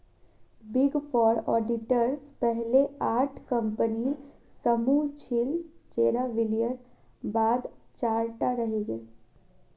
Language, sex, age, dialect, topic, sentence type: Magahi, female, 18-24, Northeastern/Surjapuri, banking, statement